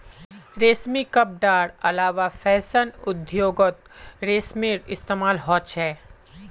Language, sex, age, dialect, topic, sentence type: Magahi, male, 25-30, Northeastern/Surjapuri, agriculture, statement